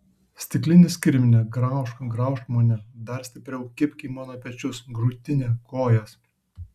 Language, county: Lithuanian, Kaunas